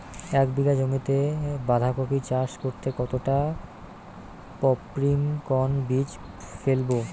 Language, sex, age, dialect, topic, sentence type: Bengali, male, 18-24, Rajbangshi, agriculture, question